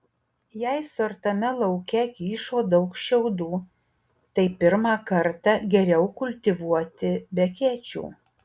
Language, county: Lithuanian, Utena